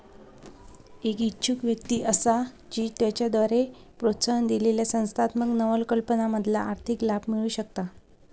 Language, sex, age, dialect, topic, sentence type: Marathi, female, 18-24, Southern Konkan, banking, statement